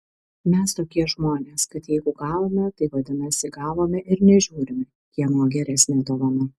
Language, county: Lithuanian, Vilnius